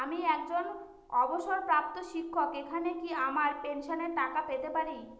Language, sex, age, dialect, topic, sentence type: Bengali, female, 25-30, Northern/Varendri, banking, question